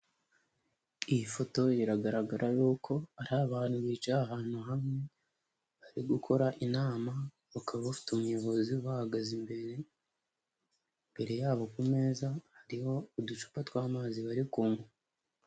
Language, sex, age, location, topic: Kinyarwanda, male, 18-24, Kigali, health